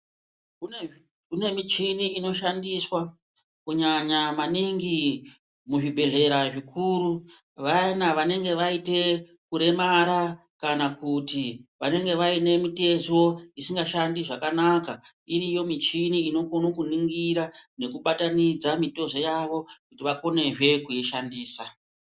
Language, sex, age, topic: Ndau, female, 36-49, health